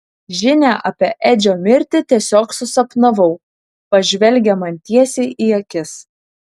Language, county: Lithuanian, Kaunas